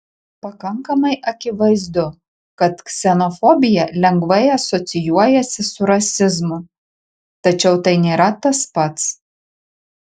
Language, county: Lithuanian, Marijampolė